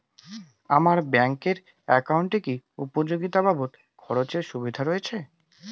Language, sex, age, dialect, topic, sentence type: Bengali, male, 18-24, Rajbangshi, banking, question